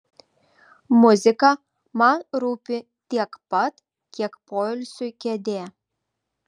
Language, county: Lithuanian, Vilnius